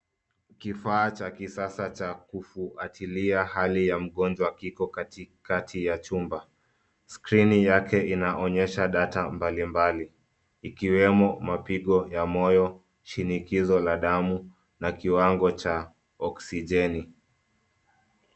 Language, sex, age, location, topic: Swahili, male, 25-35, Nairobi, health